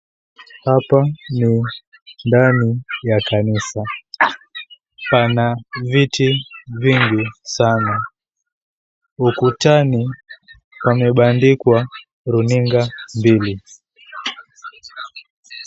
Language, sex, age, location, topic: Swahili, female, 18-24, Mombasa, government